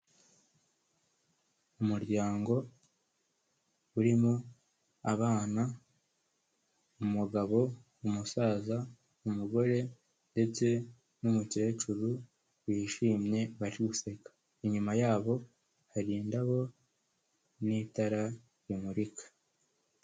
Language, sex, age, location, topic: Kinyarwanda, male, 18-24, Kigali, health